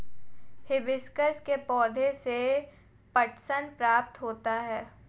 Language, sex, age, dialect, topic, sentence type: Hindi, female, 18-24, Marwari Dhudhari, agriculture, statement